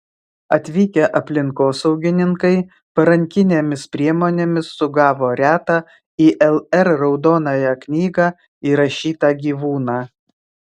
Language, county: Lithuanian, Vilnius